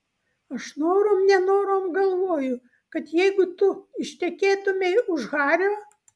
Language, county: Lithuanian, Vilnius